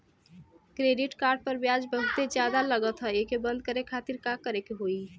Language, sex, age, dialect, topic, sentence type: Bhojpuri, female, 18-24, Western, banking, question